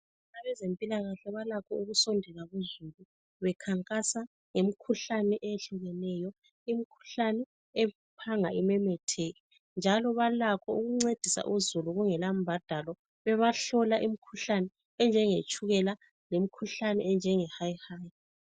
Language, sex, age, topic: North Ndebele, female, 36-49, health